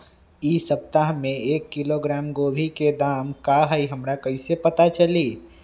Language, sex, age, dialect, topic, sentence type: Magahi, male, 25-30, Western, agriculture, question